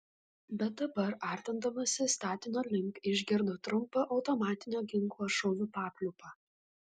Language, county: Lithuanian, Vilnius